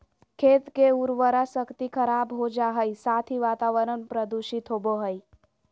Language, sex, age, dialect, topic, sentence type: Magahi, female, 31-35, Southern, agriculture, statement